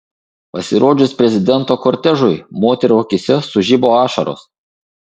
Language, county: Lithuanian, Šiauliai